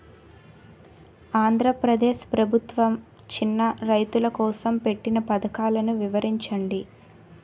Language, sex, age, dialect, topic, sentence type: Telugu, female, 18-24, Utterandhra, agriculture, question